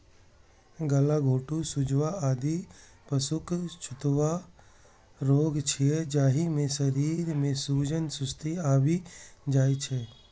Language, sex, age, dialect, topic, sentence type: Maithili, male, 31-35, Eastern / Thethi, agriculture, statement